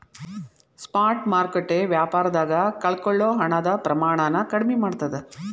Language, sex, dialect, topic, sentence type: Kannada, female, Dharwad Kannada, banking, statement